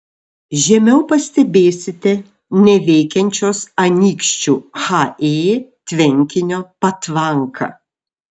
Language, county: Lithuanian, Šiauliai